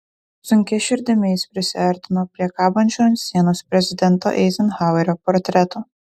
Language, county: Lithuanian, Utena